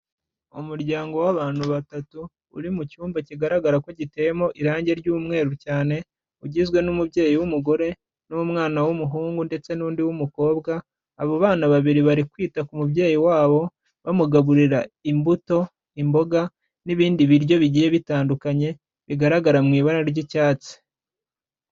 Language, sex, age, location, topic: Kinyarwanda, male, 25-35, Kigali, health